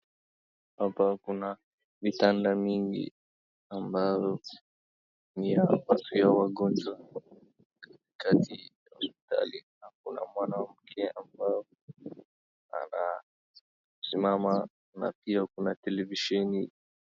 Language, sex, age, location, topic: Swahili, male, 18-24, Wajir, health